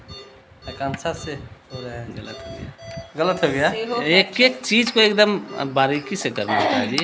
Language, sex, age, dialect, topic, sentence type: Maithili, male, 18-24, Eastern / Thethi, banking, statement